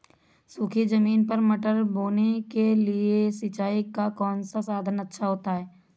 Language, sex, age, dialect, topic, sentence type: Hindi, male, 18-24, Awadhi Bundeli, agriculture, question